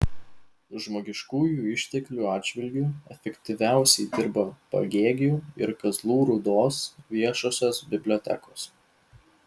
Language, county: Lithuanian, Vilnius